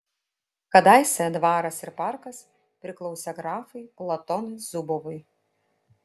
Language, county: Lithuanian, Vilnius